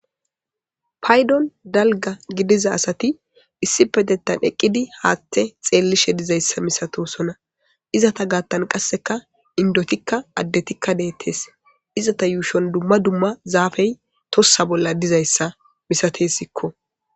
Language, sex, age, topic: Gamo, female, 18-24, government